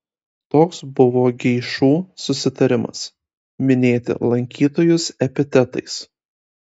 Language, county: Lithuanian, Kaunas